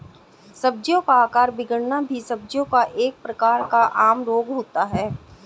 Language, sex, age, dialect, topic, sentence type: Hindi, female, 36-40, Hindustani Malvi Khadi Boli, agriculture, statement